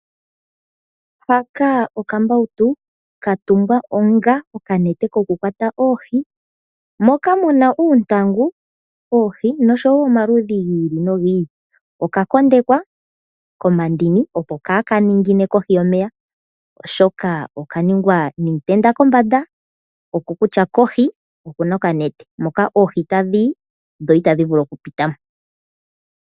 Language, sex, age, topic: Oshiwambo, female, 25-35, agriculture